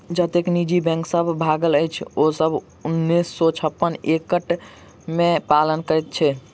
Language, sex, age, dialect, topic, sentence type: Maithili, male, 18-24, Southern/Standard, banking, statement